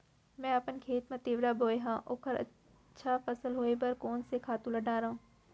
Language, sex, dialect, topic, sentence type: Chhattisgarhi, female, Central, agriculture, question